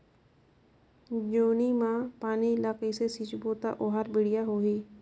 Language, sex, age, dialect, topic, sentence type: Chhattisgarhi, female, 25-30, Northern/Bhandar, agriculture, question